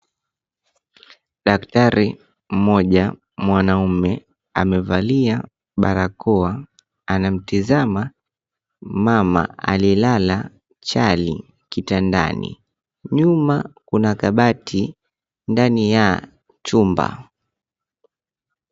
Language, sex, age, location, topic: Swahili, male, 25-35, Mombasa, health